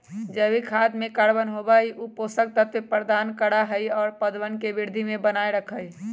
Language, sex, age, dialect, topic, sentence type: Magahi, female, 25-30, Western, agriculture, statement